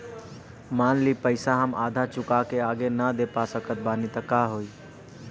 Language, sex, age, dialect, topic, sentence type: Bhojpuri, male, 18-24, Southern / Standard, banking, question